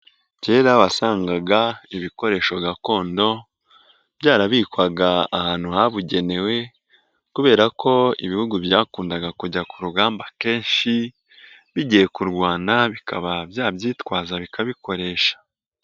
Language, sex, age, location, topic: Kinyarwanda, male, 18-24, Nyagatare, government